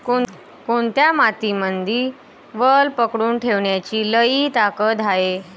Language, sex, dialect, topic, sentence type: Marathi, female, Varhadi, agriculture, question